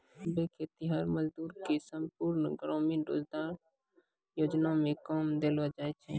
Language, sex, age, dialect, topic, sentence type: Maithili, male, 18-24, Angika, banking, statement